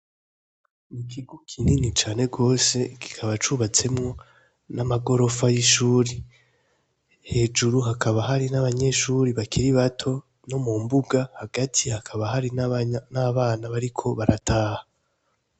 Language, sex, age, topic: Rundi, female, 18-24, education